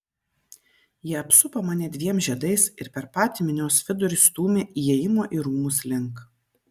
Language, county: Lithuanian, Vilnius